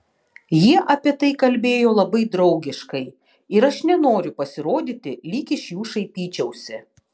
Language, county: Lithuanian, Panevėžys